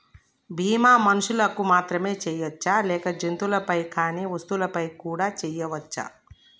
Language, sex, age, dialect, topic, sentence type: Telugu, female, 25-30, Telangana, banking, question